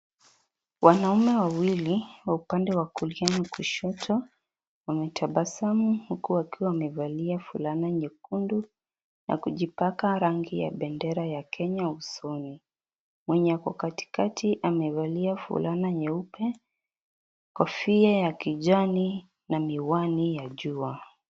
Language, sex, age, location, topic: Swahili, female, 25-35, Kisii, government